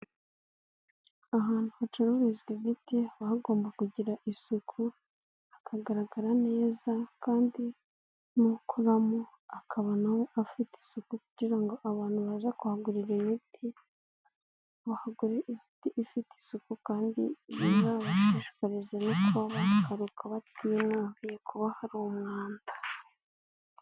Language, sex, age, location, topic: Kinyarwanda, female, 18-24, Nyagatare, health